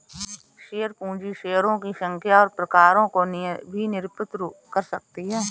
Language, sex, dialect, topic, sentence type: Hindi, female, Awadhi Bundeli, banking, statement